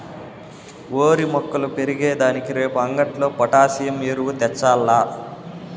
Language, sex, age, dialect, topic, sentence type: Telugu, male, 18-24, Southern, agriculture, statement